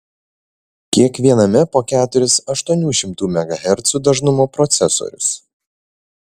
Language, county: Lithuanian, Šiauliai